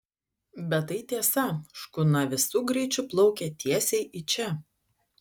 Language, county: Lithuanian, Utena